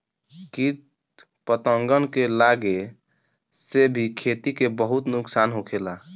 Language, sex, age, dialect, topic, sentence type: Bhojpuri, male, 18-24, Southern / Standard, agriculture, statement